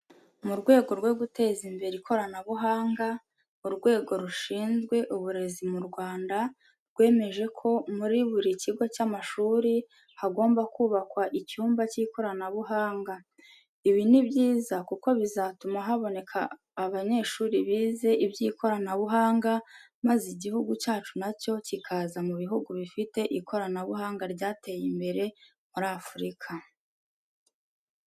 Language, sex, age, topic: Kinyarwanda, female, 25-35, education